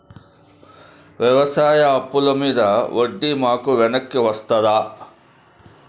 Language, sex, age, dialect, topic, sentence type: Telugu, male, 56-60, Southern, banking, question